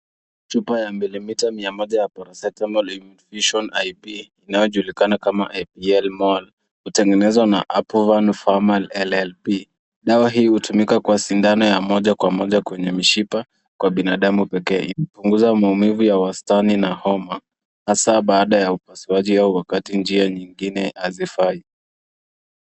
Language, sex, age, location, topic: Swahili, female, 25-35, Nairobi, health